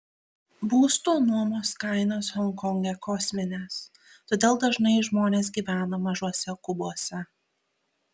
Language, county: Lithuanian, Kaunas